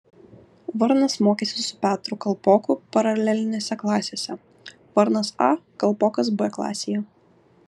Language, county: Lithuanian, Kaunas